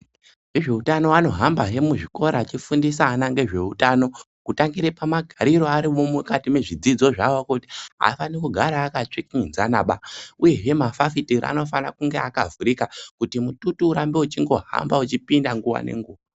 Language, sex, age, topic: Ndau, male, 18-24, education